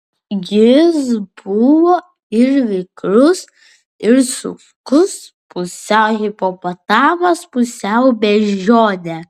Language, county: Lithuanian, Vilnius